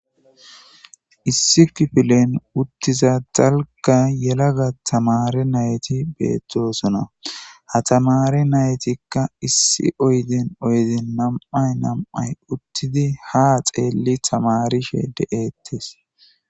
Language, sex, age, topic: Gamo, male, 18-24, government